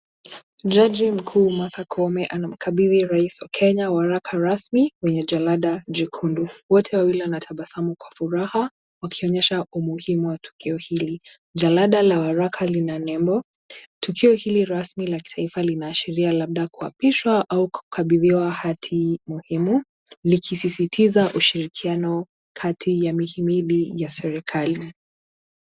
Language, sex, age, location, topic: Swahili, female, 18-24, Nakuru, government